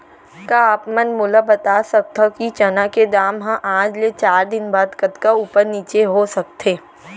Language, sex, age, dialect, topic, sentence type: Chhattisgarhi, female, 18-24, Central, agriculture, question